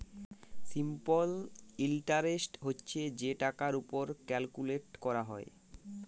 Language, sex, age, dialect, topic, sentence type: Bengali, male, 18-24, Jharkhandi, banking, statement